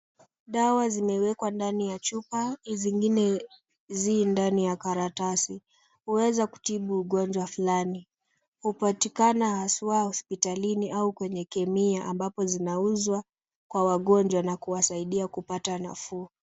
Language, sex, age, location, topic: Swahili, female, 18-24, Kisumu, health